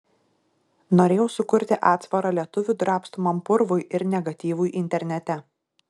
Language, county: Lithuanian, Šiauliai